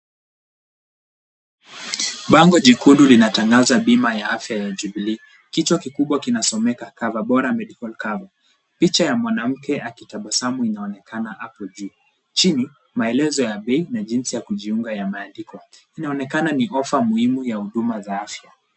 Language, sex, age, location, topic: Swahili, male, 18-24, Kisumu, finance